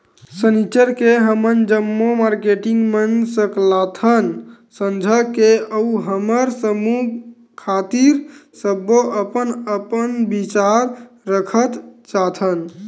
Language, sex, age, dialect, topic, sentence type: Chhattisgarhi, male, 18-24, Western/Budati/Khatahi, banking, statement